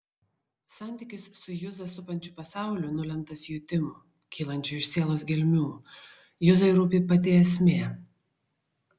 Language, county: Lithuanian, Vilnius